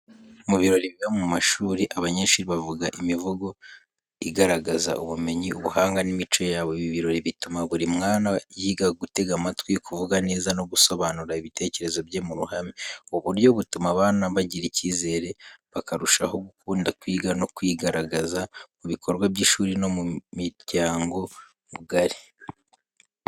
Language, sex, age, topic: Kinyarwanda, male, 18-24, education